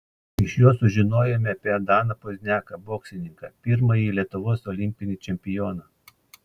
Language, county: Lithuanian, Klaipėda